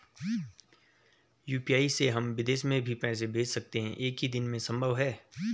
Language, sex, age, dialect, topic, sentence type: Hindi, male, 18-24, Garhwali, banking, question